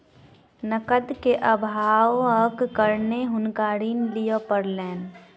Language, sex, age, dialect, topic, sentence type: Maithili, male, 25-30, Southern/Standard, banking, statement